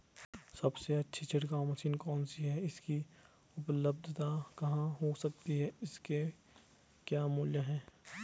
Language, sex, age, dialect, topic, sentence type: Hindi, male, 18-24, Garhwali, agriculture, question